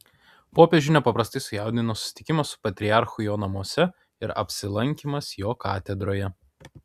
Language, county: Lithuanian, Kaunas